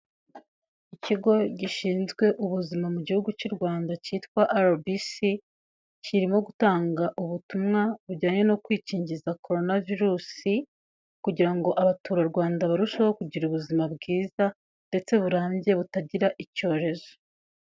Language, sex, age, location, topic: Kinyarwanda, female, 18-24, Kigali, health